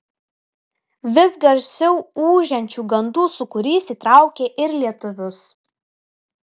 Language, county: Lithuanian, Telšiai